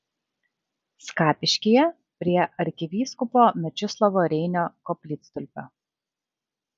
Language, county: Lithuanian, Kaunas